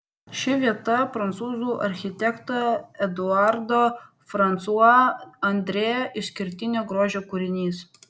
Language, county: Lithuanian, Vilnius